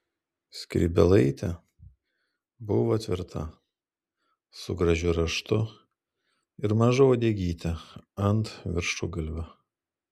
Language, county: Lithuanian, Klaipėda